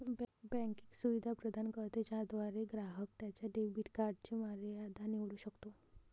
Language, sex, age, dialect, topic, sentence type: Marathi, male, 18-24, Varhadi, banking, statement